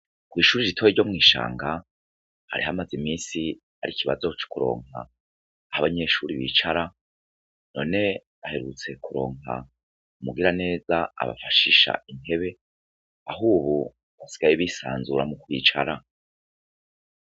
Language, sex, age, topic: Rundi, male, 36-49, education